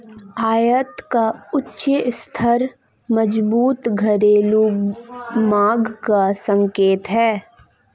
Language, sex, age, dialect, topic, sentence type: Hindi, female, 18-24, Marwari Dhudhari, banking, statement